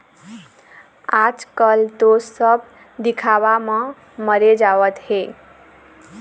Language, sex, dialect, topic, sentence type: Chhattisgarhi, female, Eastern, banking, statement